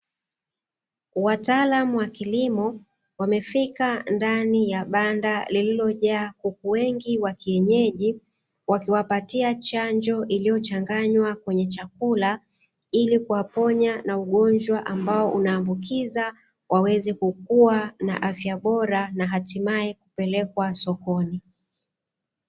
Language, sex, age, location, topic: Swahili, female, 36-49, Dar es Salaam, agriculture